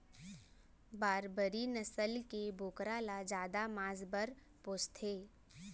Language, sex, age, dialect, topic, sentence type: Chhattisgarhi, female, 18-24, Central, agriculture, statement